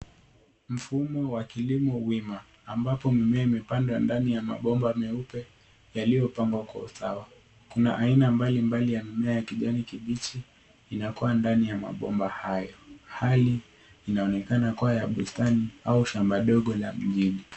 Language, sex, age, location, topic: Swahili, female, 18-24, Nairobi, agriculture